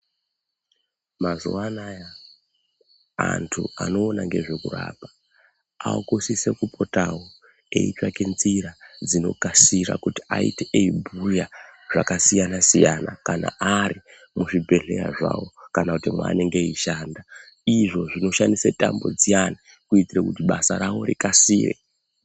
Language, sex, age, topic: Ndau, male, 25-35, health